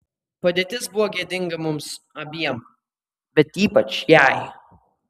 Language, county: Lithuanian, Vilnius